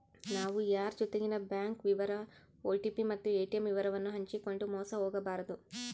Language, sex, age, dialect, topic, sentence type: Kannada, female, 31-35, Central, banking, statement